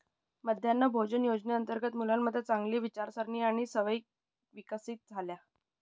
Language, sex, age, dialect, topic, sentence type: Marathi, male, 60-100, Northern Konkan, agriculture, statement